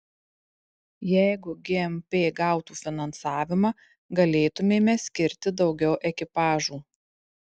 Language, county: Lithuanian, Tauragė